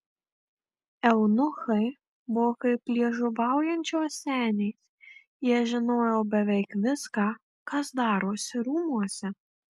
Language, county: Lithuanian, Marijampolė